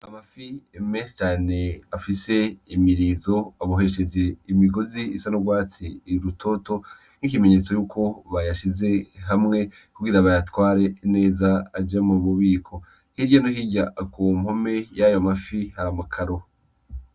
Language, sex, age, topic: Rundi, male, 25-35, agriculture